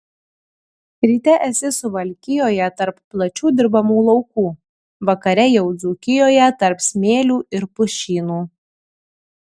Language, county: Lithuanian, Kaunas